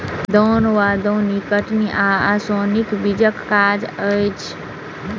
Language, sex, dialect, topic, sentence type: Maithili, female, Southern/Standard, agriculture, statement